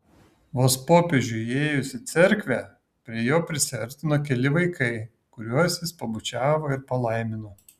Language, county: Lithuanian, Kaunas